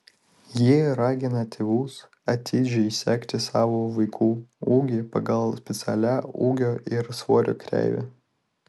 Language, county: Lithuanian, Vilnius